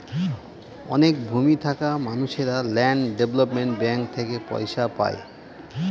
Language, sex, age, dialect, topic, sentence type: Bengali, male, 36-40, Northern/Varendri, banking, statement